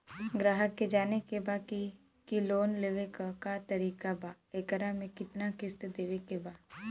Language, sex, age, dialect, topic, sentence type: Bhojpuri, female, 18-24, Western, banking, question